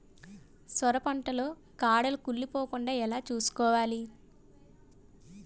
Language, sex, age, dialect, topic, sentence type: Telugu, female, 25-30, Utterandhra, agriculture, question